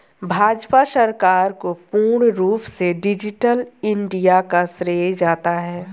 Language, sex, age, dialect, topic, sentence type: Hindi, female, 18-24, Hindustani Malvi Khadi Boli, banking, statement